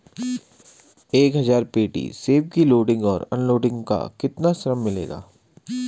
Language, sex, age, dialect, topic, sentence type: Hindi, male, 25-30, Garhwali, agriculture, question